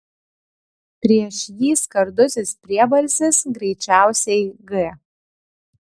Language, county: Lithuanian, Kaunas